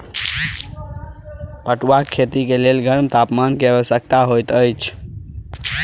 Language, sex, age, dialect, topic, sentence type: Maithili, male, 18-24, Southern/Standard, agriculture, statement